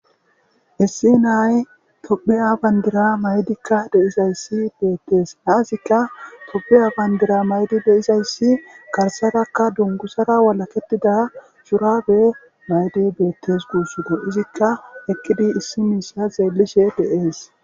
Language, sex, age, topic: Gamo, male, 18-24, government